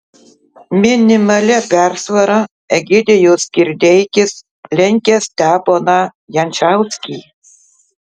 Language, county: Lithuanian, Tauragė